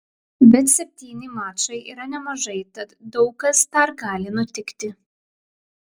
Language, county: Lithuanian, Klaipėda